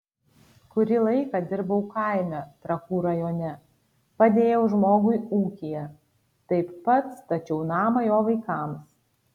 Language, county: Lithuanian, Kaunas